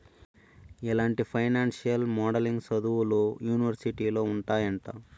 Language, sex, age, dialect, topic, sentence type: Telugu, male, 18-24, Southern, banking, statement